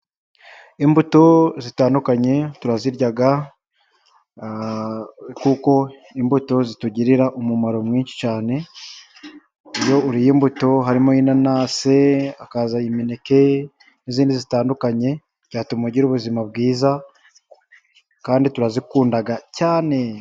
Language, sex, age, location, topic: Kinyarwanda, male, 36-49, Musanze, finance